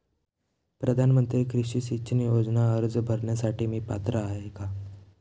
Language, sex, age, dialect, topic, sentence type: Marathi, male, <18, Standard Marathi, agriculture, question